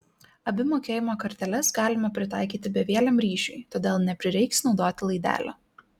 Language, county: Lithuanian, Klaipėda